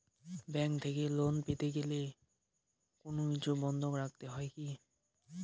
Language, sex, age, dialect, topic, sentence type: Bengali, male, <18, Rajbangshi, banking, question